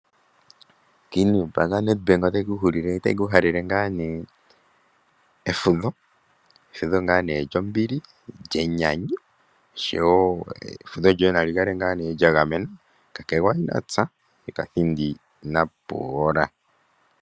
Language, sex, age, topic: Oshiwambo, male, 18-24, finance